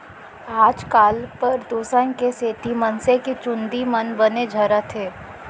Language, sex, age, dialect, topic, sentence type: Chhattisgarhi, female, 18-24, Central, agriculture, statement